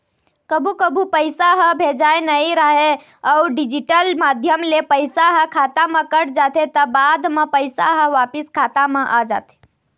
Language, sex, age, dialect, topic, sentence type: Chhattisgarhi, female, 18-24, Eastern, banking, statement